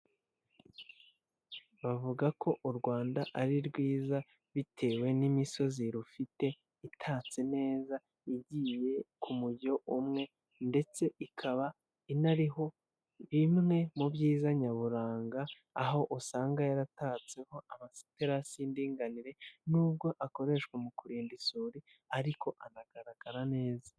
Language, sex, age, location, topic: Kinyarwanda, male, 25-35, Nyagatare, agriculture